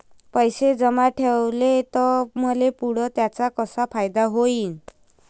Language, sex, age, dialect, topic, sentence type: Marathi, female, 25-30, Varhadi, banking, question